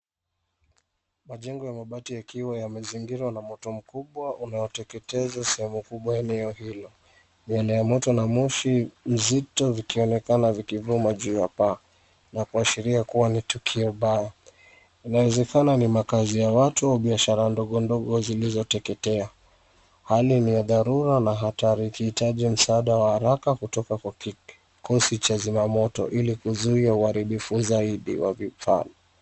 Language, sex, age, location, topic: Swahili, male, 25-35, Kisumu, health